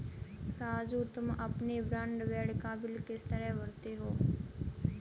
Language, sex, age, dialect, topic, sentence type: Hindi, female, 18-24, Kanauji Braj Bhasha, banking, statement